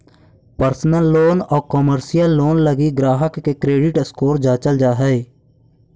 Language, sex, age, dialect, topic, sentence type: Magahi, male, 18-24, Central/Standard, banking, statement